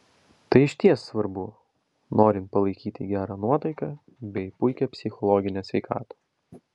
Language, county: Lithuanian, Vilnius